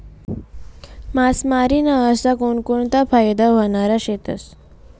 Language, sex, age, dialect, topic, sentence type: Marathi, female, 18-24, Northern Konkan, agriculture, statement